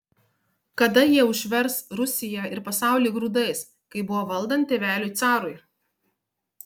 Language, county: Lithuanian, Marijampolė